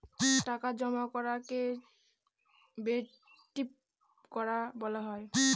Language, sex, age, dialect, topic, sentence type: Bengali, female, 18-24, Northern/Varendri, banking, statement